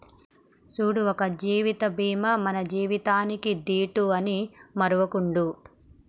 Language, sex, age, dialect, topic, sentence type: Telugu, male, 31-35, Telangana, banking, statement